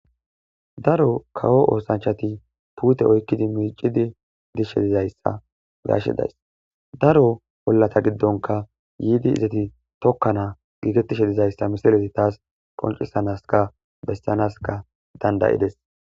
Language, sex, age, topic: Gamo, male, 18-24, agriculture